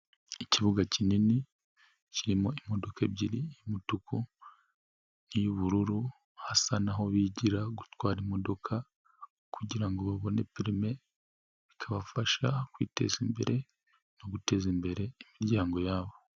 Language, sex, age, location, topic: Kinyarwanda, male, 25-35, Nyagatare, government